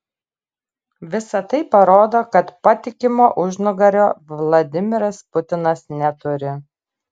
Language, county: Lithuanian, Kaunas